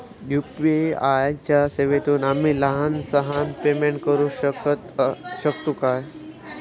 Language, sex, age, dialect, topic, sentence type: Marathi, male, 18-24, Southern Konkan, banking, question